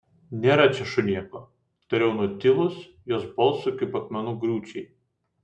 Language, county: Lithuanian, Vilnius